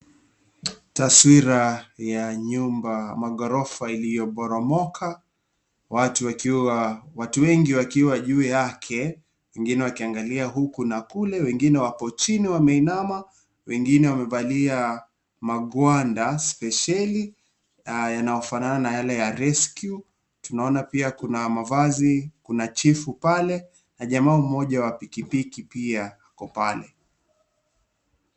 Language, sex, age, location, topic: Swahili, male, 25-35, Kisii, health